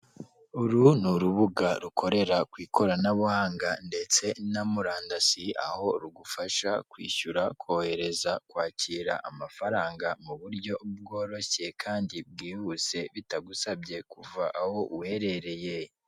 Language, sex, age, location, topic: Kinyarwanda, female, 18-24, Kigali, finance